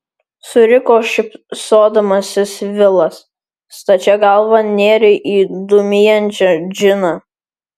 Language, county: Lithuanian, Vilnius